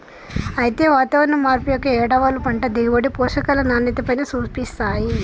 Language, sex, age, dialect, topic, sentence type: Telugu, female, 46-50, Telangana, agriculture, statement